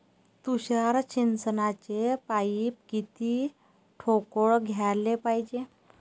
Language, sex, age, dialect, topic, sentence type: Marathi, female, 31-35, Varhadi, agriculture, question